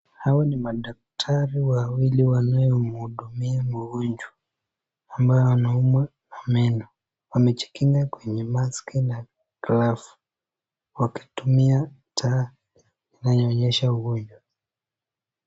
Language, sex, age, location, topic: Swahili, female, 18-24, Nakuru, health